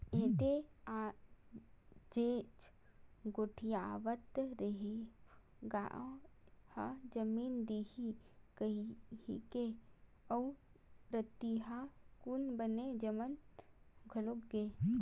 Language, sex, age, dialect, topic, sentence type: Chhattisgarhi, female, 60-100, Western/Budati/Khatahi, agriculture, statement